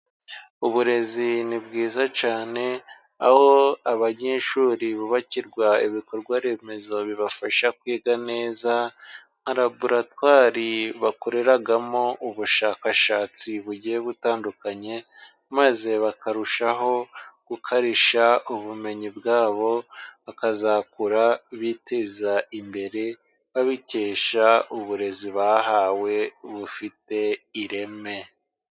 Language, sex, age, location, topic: Kinyarwanda, male, 50+, Musanze, education